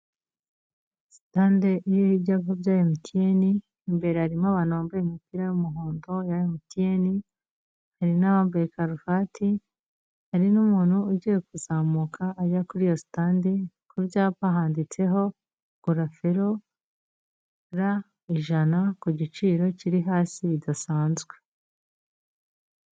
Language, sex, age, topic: Kinyarwanda, female, 25-35, finance